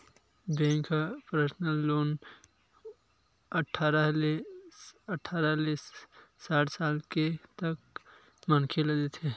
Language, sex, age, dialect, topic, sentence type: Chhattisgarhi, male, 25-30, Western/Budati/Khatahi, banking, statement